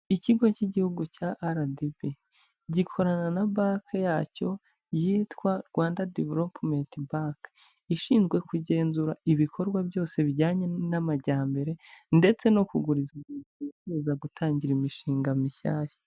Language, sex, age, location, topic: Kinyarwanda, female, 25-35, Huye, government